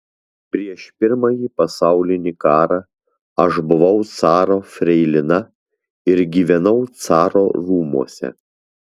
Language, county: Lithuanian, Vilnius